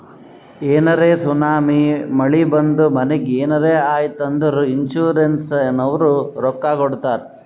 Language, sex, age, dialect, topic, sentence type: Kannada, male, 18-24, Northeastern, banking, statement